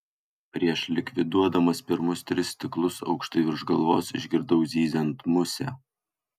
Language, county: Lithuanian, Kaunas